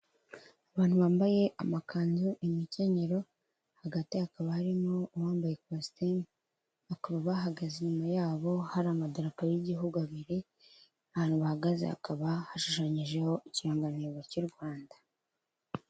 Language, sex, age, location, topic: Kinyarwanda, male, 36-49, Kigali, government